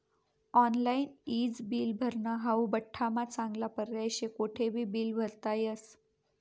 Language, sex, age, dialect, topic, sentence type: Marathi, female, 25-30, Northern Konkan, banking, statement